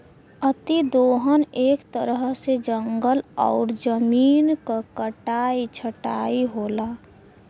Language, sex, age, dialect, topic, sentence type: Bhojpuri, female, 18-24, Western, agriculture, statement